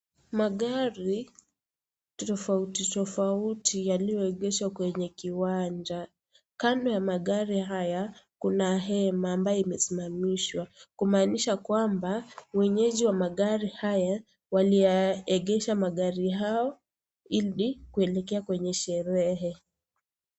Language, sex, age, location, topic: Swahili, female, 18-24, Kisii, finance